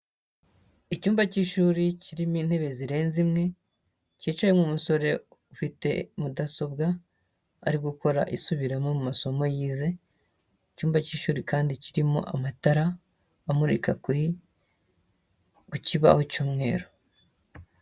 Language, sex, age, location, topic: Kinyarwanda, male, 18-24, Huye, education